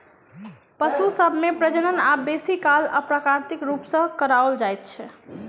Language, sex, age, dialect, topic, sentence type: Maithili, female, 18-24, Southern/Standard, agriculture, statement